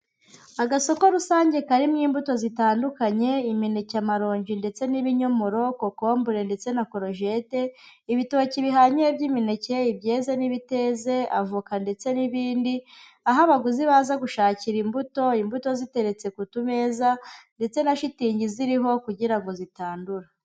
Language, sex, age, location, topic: Kinyarwanda, female, 18-24, Huye, agriculture